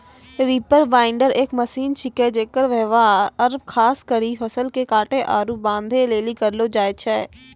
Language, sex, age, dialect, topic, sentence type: Maithili, female, 18-24, Angika, agriculture, statement